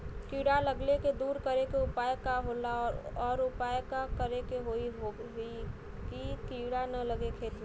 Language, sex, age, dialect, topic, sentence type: Bhojpuri, female, 18-24, Western, agriculture, question